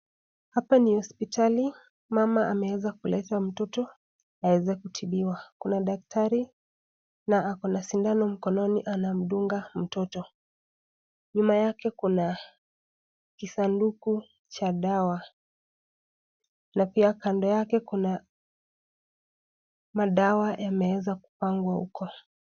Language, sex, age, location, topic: Swahili, female, 18-24, Kisii, health